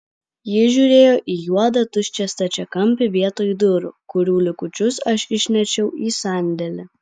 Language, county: Lithuanian, Kaunas